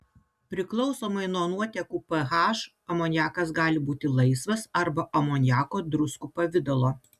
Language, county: Lithuanian, Utena